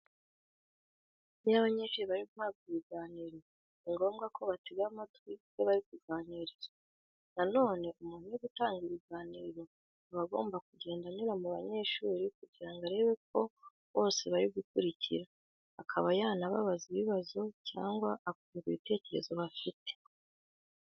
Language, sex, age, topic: Kinyarwanda, female, 18-24, education